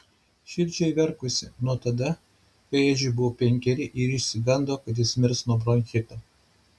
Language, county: Lithuanian, Šiauliai